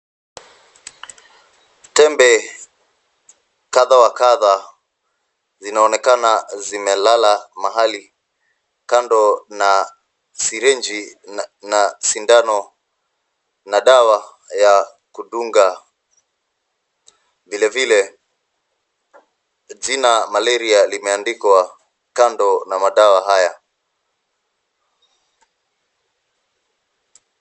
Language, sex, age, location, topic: Swahili, male, 25-35, Nairobi, health